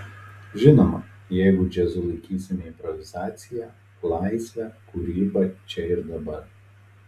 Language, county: Lithuanian, Telšiai